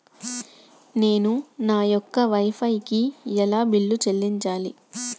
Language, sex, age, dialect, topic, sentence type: Telugu, female, 18-24, Telangana, banking, question